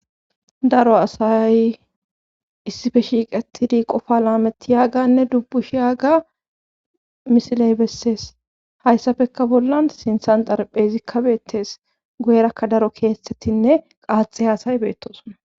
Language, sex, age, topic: Gamo, female, 25-35, government